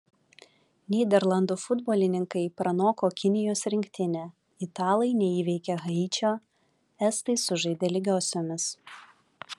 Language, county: Lithuanian, Vilnius